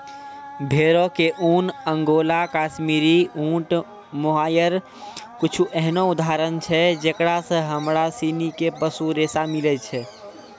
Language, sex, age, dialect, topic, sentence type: Maithili, male, 18-24, Angika, agriculture, statement